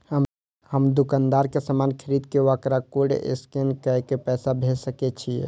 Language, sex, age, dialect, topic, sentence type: Maithili, male, 18-24, Eastern / Thethi, banking, question